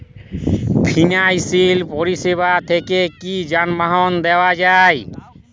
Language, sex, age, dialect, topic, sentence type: Bengali, male, 25-30, Western, banking, question